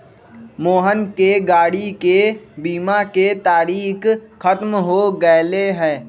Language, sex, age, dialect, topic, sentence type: Magahi, male, 18-24, Western, banking, statement